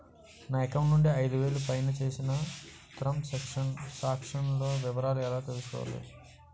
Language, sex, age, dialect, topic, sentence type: Telugu, male, 18-24, Utterandhra, banking, question